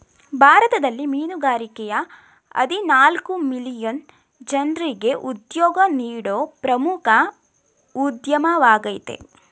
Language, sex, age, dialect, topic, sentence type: Kannada, female, 18-24, Mysore Kannada, agriculture, statement